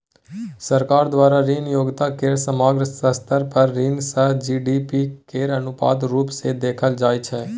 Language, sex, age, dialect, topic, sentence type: Maithili, male, 18-24, Bajjika, banking, statement